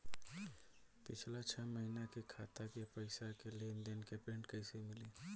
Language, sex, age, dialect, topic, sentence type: Bhojpuri, male, 18-24, Southern / Standard, banking, question